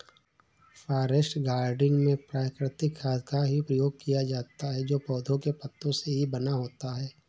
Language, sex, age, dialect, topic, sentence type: Hindi, male, 31-35, Awadhi Bundeli, agriculture, statement